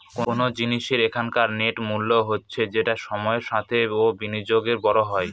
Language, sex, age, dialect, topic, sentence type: Bengali, male, 18-24, Northern/Varendri, banking, statement